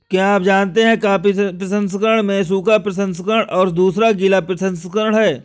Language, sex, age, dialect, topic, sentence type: Hindi, male, 25-30, Awadhi Bundeli, agriculture, statement